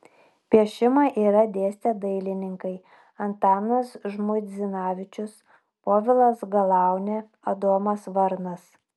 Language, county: Lithuanian, Klaipėda